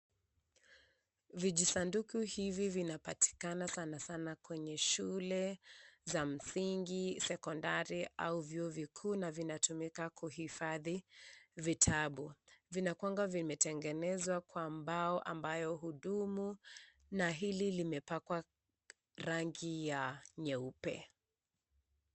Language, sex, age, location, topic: Swahili, female, 25-35, Nakuru, education